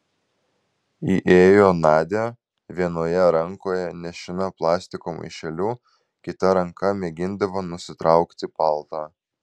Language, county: Lithuanian, Vilnius